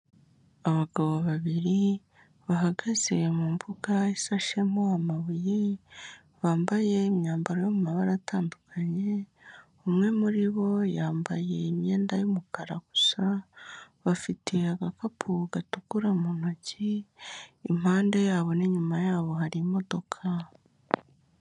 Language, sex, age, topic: Kinyarwanda, male, 18-24, finance